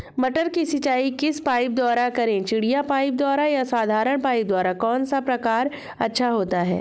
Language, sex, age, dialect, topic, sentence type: Hindi, female, 36-40, Awadhi Bundeli, agriculture, question